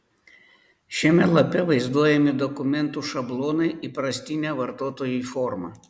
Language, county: Lithuanian, Panevėžys